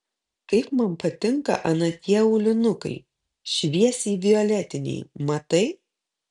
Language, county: Lithuanian, Kaunas